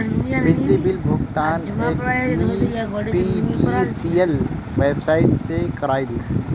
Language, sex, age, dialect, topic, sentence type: Magahi, male, 25-30, Northeastern/Surjapuri, banking, statement